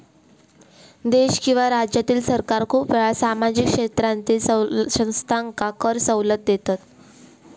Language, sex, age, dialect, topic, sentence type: Marathi, female, 31-35, Southern Konkan, banking, statement